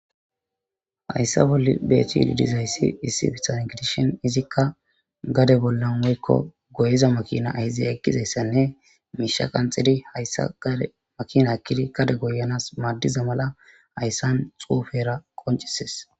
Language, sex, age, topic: Gamo, female, 25-35, government